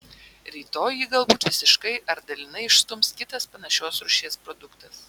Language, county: Lithuanian, Vilnius